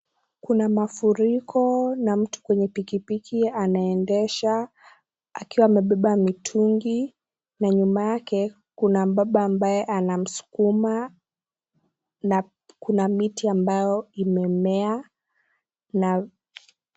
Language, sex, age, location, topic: Swahili, female, 18-24, Kisii, health